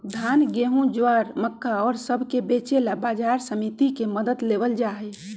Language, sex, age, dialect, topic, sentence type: Magahi, male, 18-24, Western, agriculture, statement